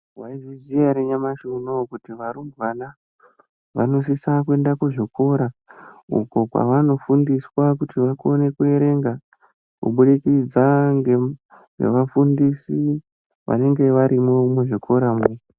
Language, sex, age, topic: Ndau, male, 18-24, education